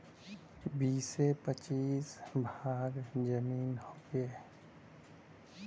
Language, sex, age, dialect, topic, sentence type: Bhojpuri, male, 31-35, Western, agriculture, statement